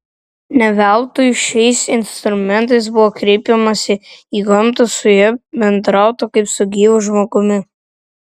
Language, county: Lithuanian, Vilnius